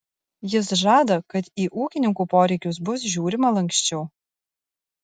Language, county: Lithuanian, Kaunas